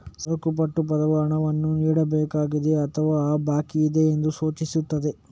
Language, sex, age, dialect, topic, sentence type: Kannada, male, 36-40, Coastal/Dakshin, banking, statement